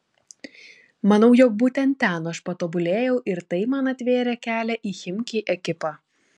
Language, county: Lithuanian, Kaunas